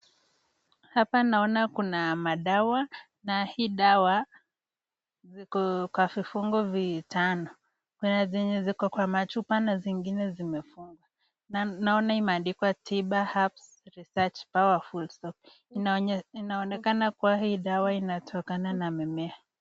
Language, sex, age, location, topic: Swahili, female, 50+, Nakuru, health